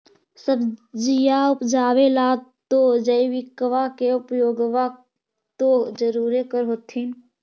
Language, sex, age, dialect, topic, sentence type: Magahi, female, 51-55, Central/Standard, agriculture, question